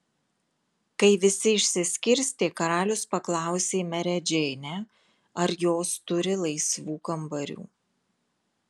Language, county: Lithuanian, Marijampolė